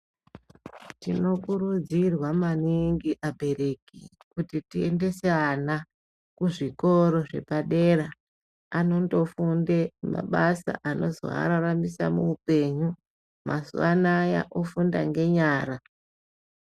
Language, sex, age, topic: Ndau, female, 36-49, education